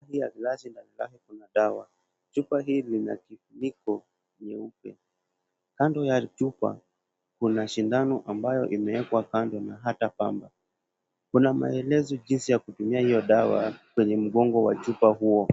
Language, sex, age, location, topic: Swahili, male, 18-24, Kisumu, health